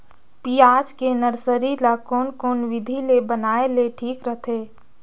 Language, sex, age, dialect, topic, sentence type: Chhattisgarhi, female, 60-100, Northern/Bhandar, agriculture, question